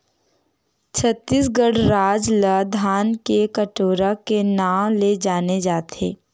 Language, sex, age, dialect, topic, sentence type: Chhattisgarhi, female, 18-24, Western/Budati/Khatahi, agriculture, statement